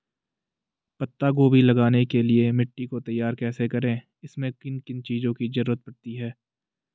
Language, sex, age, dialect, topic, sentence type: Hindi, male, 18-24, Garhwali, agriculture, question